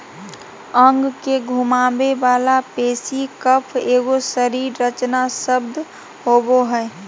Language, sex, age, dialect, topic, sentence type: Magahi, female, 18-24, Southern, agriculture, statement